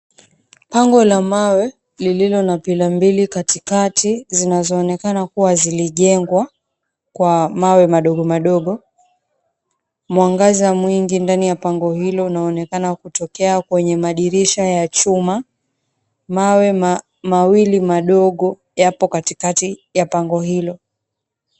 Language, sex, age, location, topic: Swahili, female, 25-35, Mombasa, government